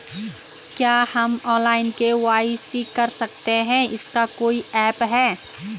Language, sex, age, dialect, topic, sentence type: Hindi, female, 25-30, Garhwali, banking, question